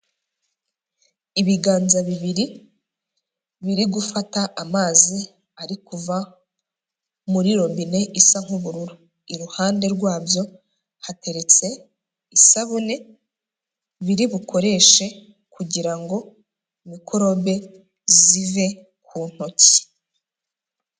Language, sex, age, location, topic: Kinyarwanda, female, 25-35, Huye, health